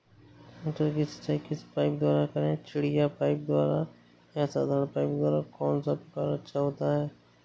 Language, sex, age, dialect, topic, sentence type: Hindi, male, 18-24, Awadhi Bundeli, agriculture, question